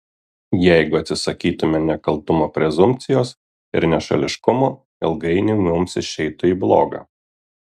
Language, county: Lithuanian, Kaunas